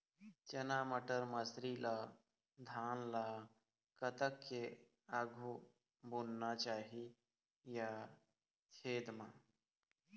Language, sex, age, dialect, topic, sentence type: Chhattisgarhi, male, 31-35, Eastern, agriculture, question